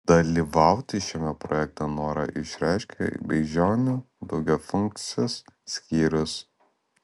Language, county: Lithuanian, Vilnius